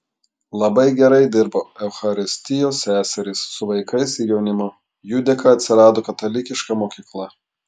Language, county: Lithuanian, Klaipėda